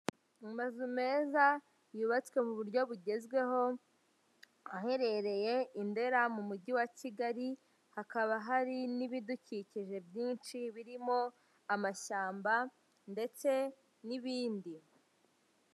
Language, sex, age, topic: Kinyarwanda, female, 18-24, government